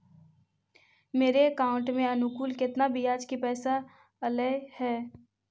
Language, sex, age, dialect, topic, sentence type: Magahi, female, 18-24, Central/Standard, banking, question